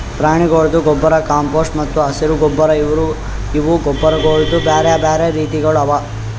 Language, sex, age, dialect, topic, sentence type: Kannada, male, 60-100, Northeastern, agriculture, statement